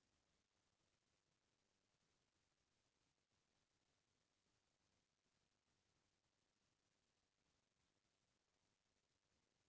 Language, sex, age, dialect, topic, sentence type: Chhattisgarhi, female, 36-40, Central, agriculture, statement